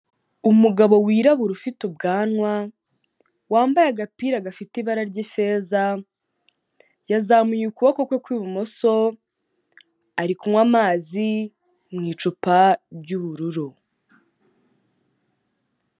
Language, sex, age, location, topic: Kinyarwanda, female, 18-24, Kigali, health